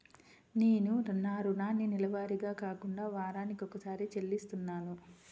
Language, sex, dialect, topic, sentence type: Telugu, female, Central/Coastal, banking, statement